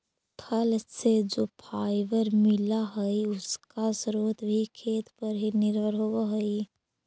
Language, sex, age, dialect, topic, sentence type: Magahi, female, 46-50, Central/Standard, agriculture, statement